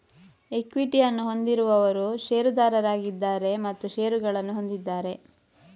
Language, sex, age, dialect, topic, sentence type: Kannada, female, 25-30, Coastal/Dakshin, banking, statement